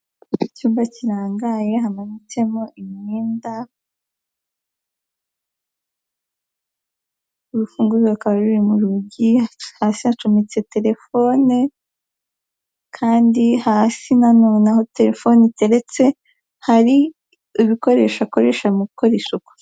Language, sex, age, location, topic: Kinyarwanda, female, 18-24, Huye, education